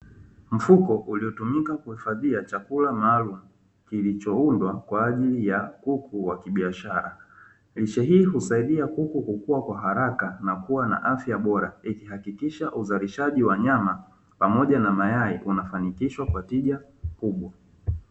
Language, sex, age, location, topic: Swahili, male, 25-35, Dar es Salaam, agriculture